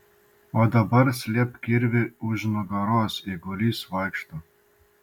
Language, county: Lithuanian, Šiauliai